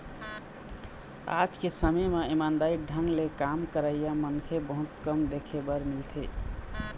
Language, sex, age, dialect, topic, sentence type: Chhattisgarhi, male, 25-30, Eastern, banking, statement